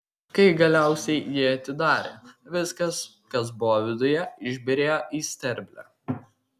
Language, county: Lithuanian, Kaunas